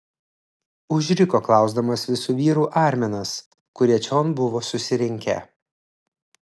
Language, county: Lithuanian, Klaipėda